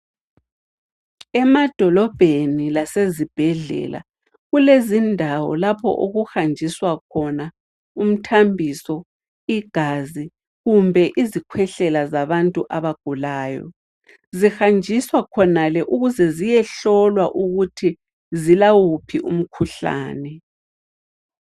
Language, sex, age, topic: North Ndebele, female, 36-49, health